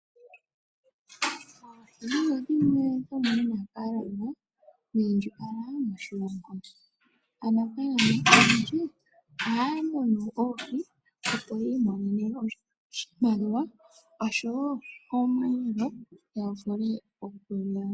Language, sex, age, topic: Oshiwambo, female, 18-24, agriculture